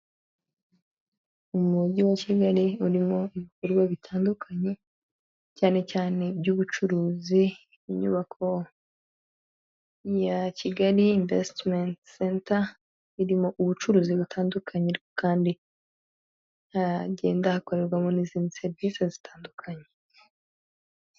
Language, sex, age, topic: Kinyarwanda, female, 18-24, finance